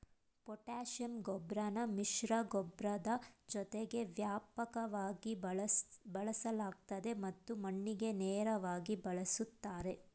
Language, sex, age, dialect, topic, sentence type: Kannada, female, 25-30, Mysore Kannada, agriculture, statement